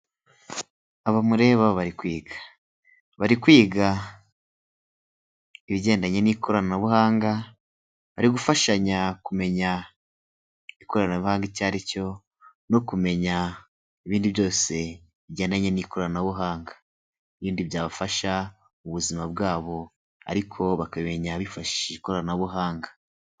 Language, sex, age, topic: Kinyarwanda, male, 18-24, health